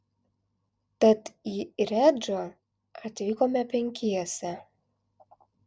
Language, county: Lithuanian, Alytus